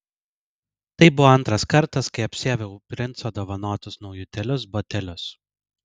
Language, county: Lithuanian, Vilnius